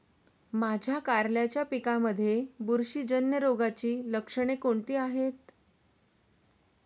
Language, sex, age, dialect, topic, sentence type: Marathi, female, 31-35, Standard Marathi, agriculture, question